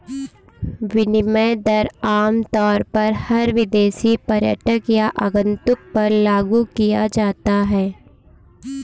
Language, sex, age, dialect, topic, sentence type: Hindi, female, 18-24, Kanauji Braj Bhasha, banking, statement